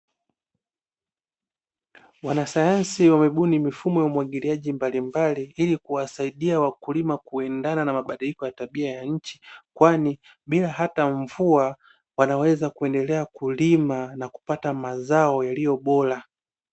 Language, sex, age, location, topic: Swahili, male, 25-35, Dar es Salaam, agriculture